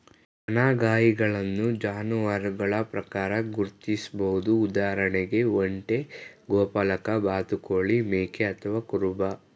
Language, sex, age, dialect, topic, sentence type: Kannada, male, 18-24, Mysore Kannada, agriculture, statement